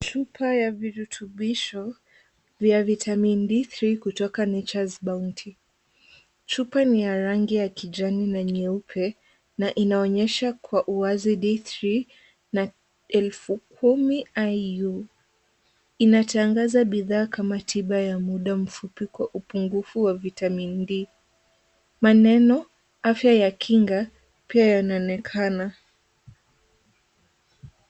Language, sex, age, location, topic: Swahili, female, 18-24, Kisumu, health